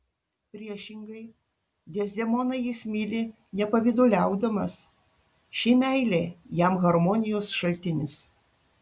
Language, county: Lithuanian, Panevėžys